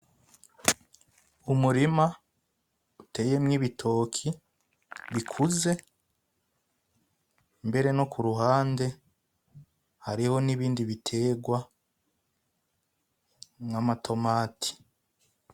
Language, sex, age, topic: Rundi, male, 25-35, agriculture